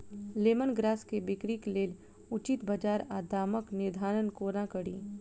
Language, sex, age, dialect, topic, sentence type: Maithili, female, 25-30, Southern/Standard, agriculture, question